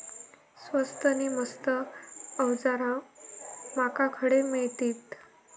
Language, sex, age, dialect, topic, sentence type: Marathi, female, 18-24, Southern Konkan, agriculture, question